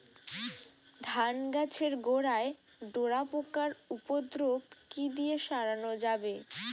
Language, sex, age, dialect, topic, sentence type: Bengali, female, 60-100, Rajbangshi, agriculture, question